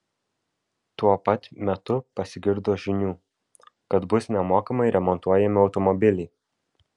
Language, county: Lithuanian, Vilnius